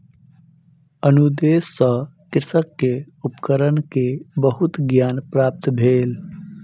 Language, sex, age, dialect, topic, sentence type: Maithili, male, 31-35, Southern/Standard, agriculture, statement